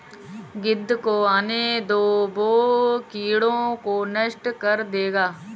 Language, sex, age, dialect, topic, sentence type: Hindi, female, 18-24, Kanauji Braj Bhasha, agriculture, statement